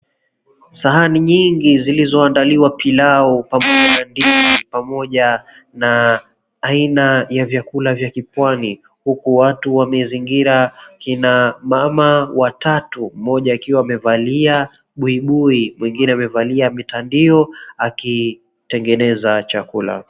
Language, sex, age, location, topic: Swahili, male, 25-35, Mombasa, government